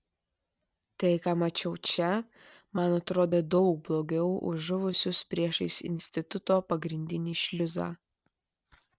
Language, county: Lithuanian, Klaipėda